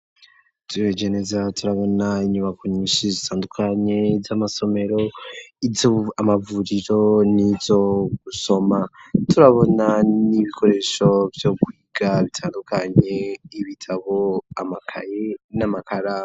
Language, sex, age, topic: Rundi, male, 18-24, education